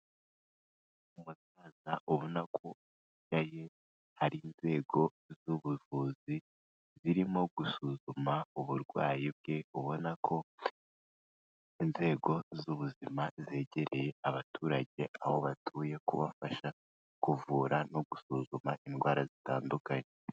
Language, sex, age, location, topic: Kinyarwanda, female, 25-35, Kigali, health